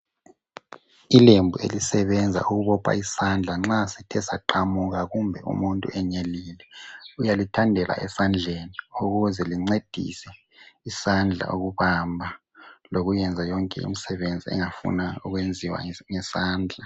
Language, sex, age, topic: North Ndebele, male, 18-24, health